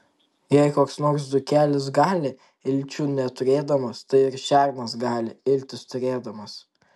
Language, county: Lithuanian, Tauragė